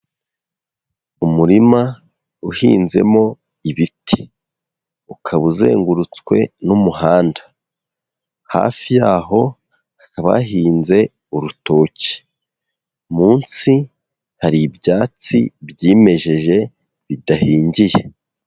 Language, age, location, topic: Kinyarwanda, 18-24, Huye, agriculture